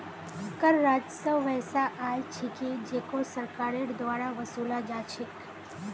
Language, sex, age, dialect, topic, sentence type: Magahi, female, 18-24, Northeastern/Surjapuri, banking, statement